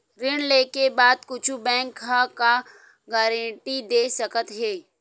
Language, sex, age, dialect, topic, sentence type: Chhattisgarhi, female, 51-55, Western/Budati/Khatahi, banking, question